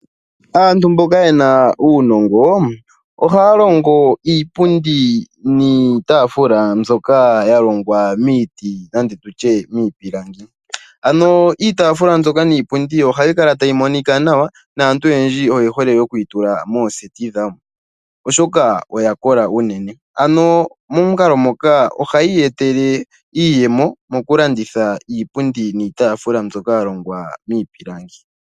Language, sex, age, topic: Oshiwambo, male, 18-24, finance